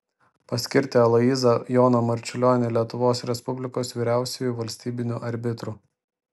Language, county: Lithuanian, Vilnius